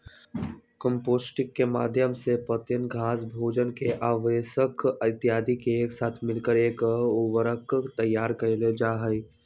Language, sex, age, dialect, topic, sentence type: Magahi, male, 18-24, Western, agriculture, statement